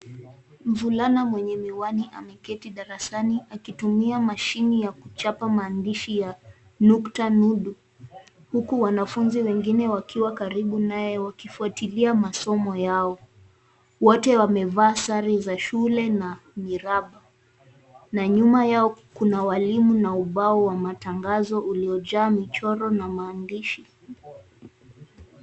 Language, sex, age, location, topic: Swahili, female, 18-24, Nairobi, education